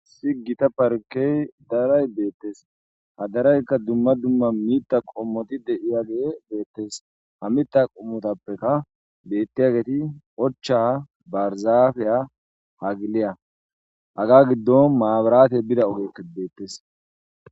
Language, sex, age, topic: Gamo, male, 18-24, agriculture